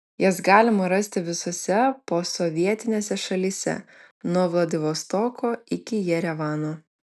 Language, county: Lithuanian, Vilnius